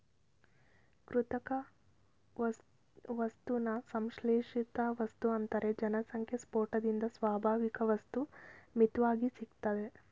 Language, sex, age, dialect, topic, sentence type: Kannada, female, 25-30, Mysore Kannada, agriculture, statement